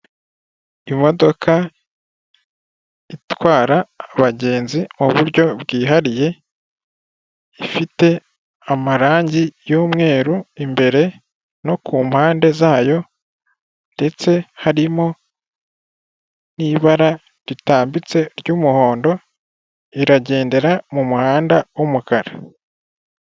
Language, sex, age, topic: Kinyarwanda, male, 18-24, government